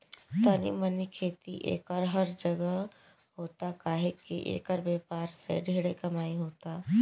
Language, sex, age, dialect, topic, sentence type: Bhojpuri, female, 18-24, Southern / Standard, agriculture, statement